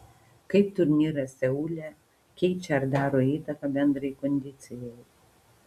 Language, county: Lithuanian, Panevėžys